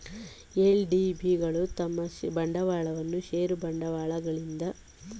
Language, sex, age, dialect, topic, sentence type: Kannada, female, 18-24, Mysore Kannada, banking, statement